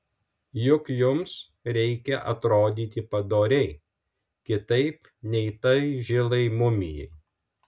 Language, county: Lithuanian, Alytus